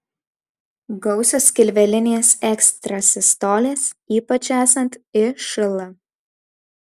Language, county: Lithuanian, Alytus